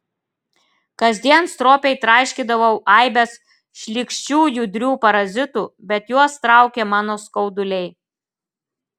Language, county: Lithuanian, Klaipėda